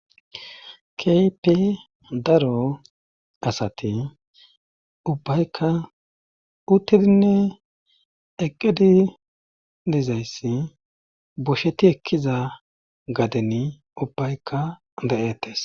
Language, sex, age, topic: Gamo, male, 25-35, government